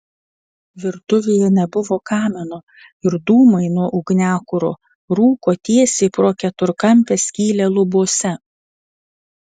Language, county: Lithuanian, Vilnius